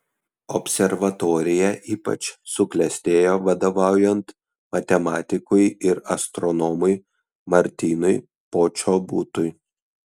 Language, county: Lithuanian, Kaunas